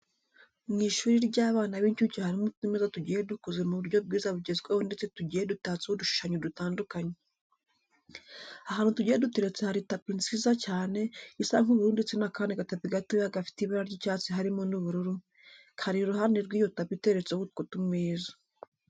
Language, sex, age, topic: Kinyarwanda, female, 18-24, education